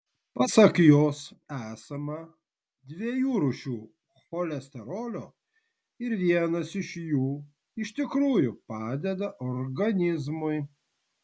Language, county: Lithuanian, Vilnius